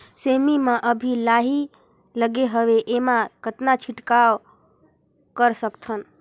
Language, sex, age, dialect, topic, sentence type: Chhattisgarhi, female, 25-30, Northern/Bhandar, agriculture, question